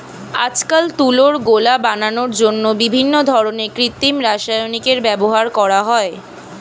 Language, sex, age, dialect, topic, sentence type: Bengali, female, <18, Standard Colloquial, agriculture, statement